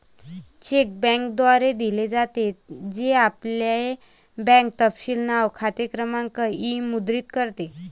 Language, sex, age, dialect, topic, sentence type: Marathi, female, 25-30, Varhadi, banking, statement